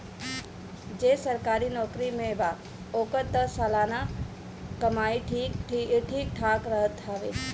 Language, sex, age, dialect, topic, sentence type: Bhojpuri, female, 18-24, Northern, banking, statement